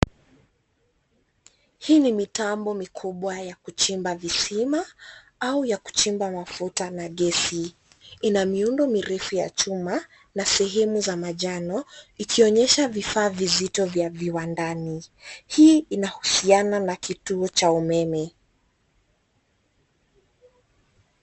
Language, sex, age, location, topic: Swahili, female, 25-35, Nairobi, government